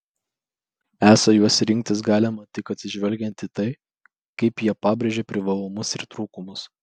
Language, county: Lithuanian, Vilnius